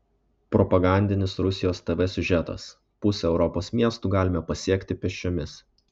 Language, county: Lithuanian, Kaunas